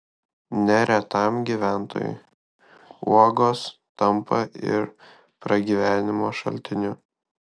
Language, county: Lithuanian, Kaunas